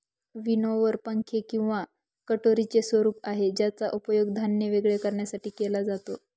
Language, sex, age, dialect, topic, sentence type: Marathi, female, 25-30, Northern Konkan, agriculture, statement